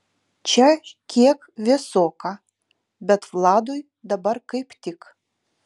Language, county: Lithuanian, Utena